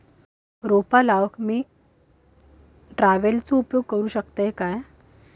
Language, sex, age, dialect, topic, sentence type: Marathi, female, 18-24, Southern Konkan, agriculture, question